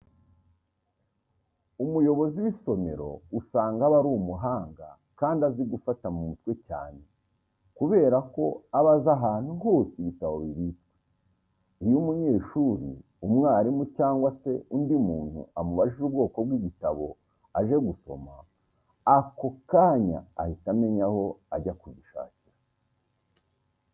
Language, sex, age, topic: Kinyarwanda, male, 36-49, education